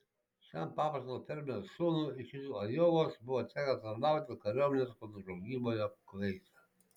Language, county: Lithuanian, Šiauliai